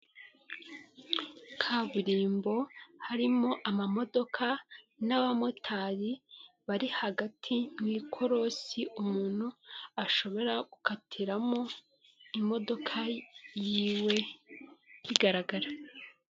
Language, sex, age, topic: Kinyarwanda, female, 25-35, government